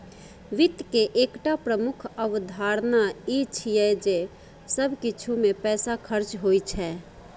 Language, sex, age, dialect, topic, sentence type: Maithili, female, 36-40, Eastern / Thethi, banking, statement